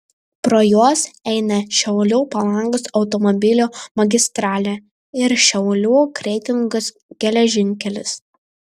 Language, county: Lithuanian, Vilnius